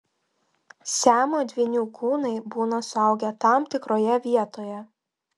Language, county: Lithuanian, Telšiai